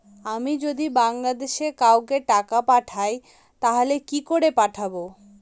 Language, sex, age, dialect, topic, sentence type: Bengali, female, 18-24, Northern/Varendri, banking, question